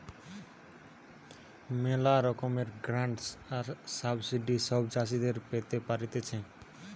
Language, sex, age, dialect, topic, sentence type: Bengali, male, 60-100, Western, agriculture, statement